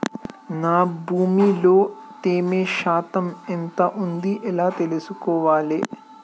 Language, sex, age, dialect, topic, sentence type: Telugu, male, 18-24, Telangana, agriculture, question